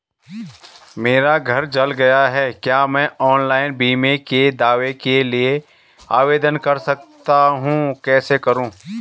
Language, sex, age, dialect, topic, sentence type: Hindi, male, 36-40, Garhwali, banking, question